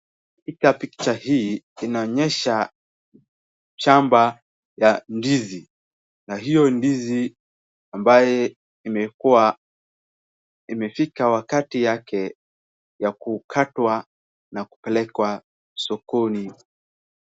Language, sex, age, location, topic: Swahili, male, 18-24, Wajir, agriculture